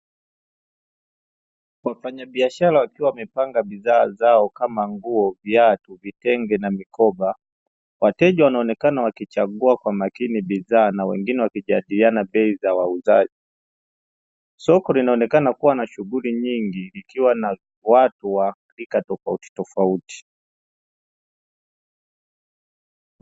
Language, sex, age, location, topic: Swahili, male, 25-35, Dar es Salaam, finance